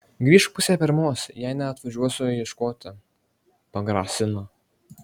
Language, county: Lithuanian, Marijampolė